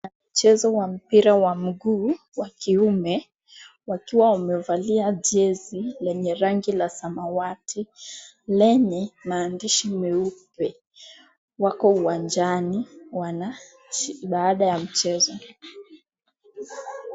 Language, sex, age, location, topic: Swahili, female, 18-24, Mombasa, government